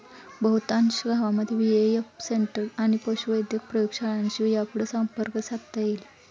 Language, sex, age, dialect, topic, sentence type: Marathi, female, 25-30, Standard Marathi, agriculture, statement